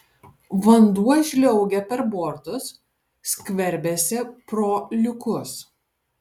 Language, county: Lithuanian, Alytus